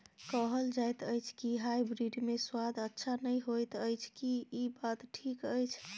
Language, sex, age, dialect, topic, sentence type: Maithili, female, 25-30, Bajjika, agriculture, question